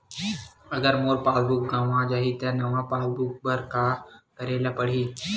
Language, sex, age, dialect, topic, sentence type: Chhattisgarhi, male, 18-24, Western/Budati/Khatahi, banking, question